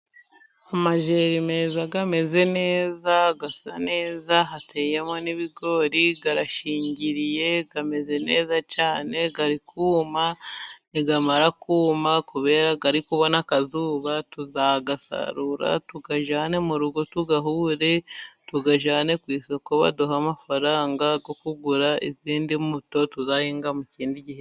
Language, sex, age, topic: Kinyarwanda, female, 25-35, agriculture